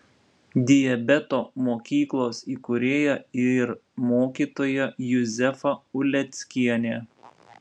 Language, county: Lithuanian, Vilnius